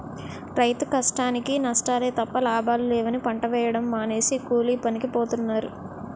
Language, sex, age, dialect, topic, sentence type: Telugu, female, 18-24, Utterandhra, agriculture, statement